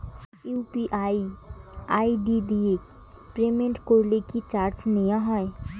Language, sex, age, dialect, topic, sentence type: Bengali, female, 18-24, Rajbangshi, banking, question